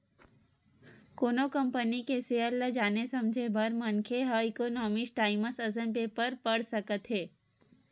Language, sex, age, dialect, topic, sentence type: Chhattisgarhi, female, 18-24, Western/Budati/Khatahi, banking, statement